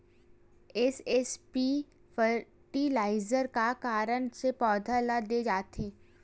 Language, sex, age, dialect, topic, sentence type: Chhattisgarhi, female, 18-24, Western/Budati/Khatahi, agriculture, question